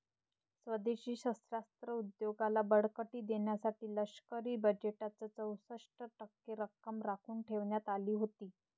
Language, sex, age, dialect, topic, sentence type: Marathi, male, 60-100, Varhadi, banking, statement